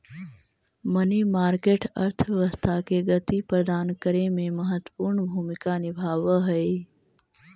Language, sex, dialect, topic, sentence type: Magahi, female, Central/Standard, agriculture, statement